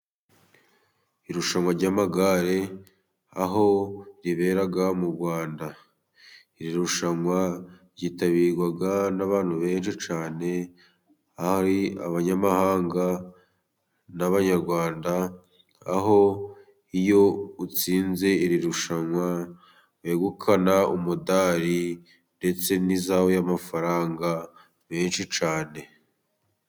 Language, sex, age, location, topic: Kinyarwanda, male, 18-24, Musanze, government